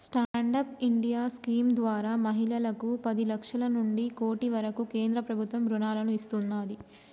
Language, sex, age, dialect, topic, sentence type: Telugu, female, 25-30, Telangana, banking, statement